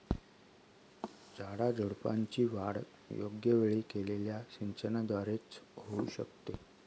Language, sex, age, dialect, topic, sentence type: Marathi, male, 36-40, Northern Konkan, agriculture, statement